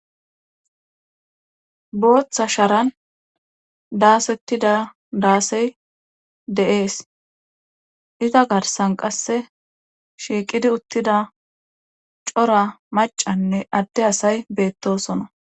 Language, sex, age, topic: Gamo, male, 25-35, government